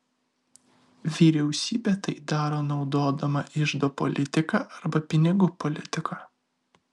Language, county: Lithuanian, Vilnius